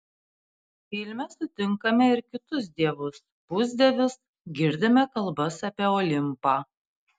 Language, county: Lithuanian, Panevėžys